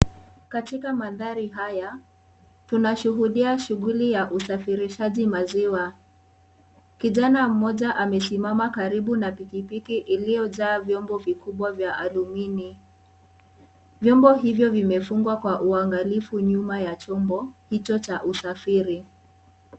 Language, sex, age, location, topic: Swahili, female, 36-49, Kisii, agriculture